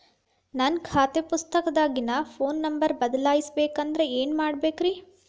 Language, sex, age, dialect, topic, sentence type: Kannada, female, 18-24, Dharwad Kannada, banking, question